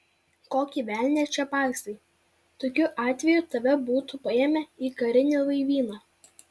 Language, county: Lithuanian, Vilnius